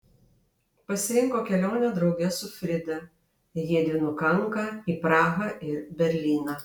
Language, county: Lithuanian, Alytus